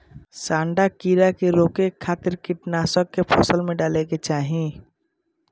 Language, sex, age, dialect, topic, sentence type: Bhojpuri, male, 18-24, Northern, agriculture, statement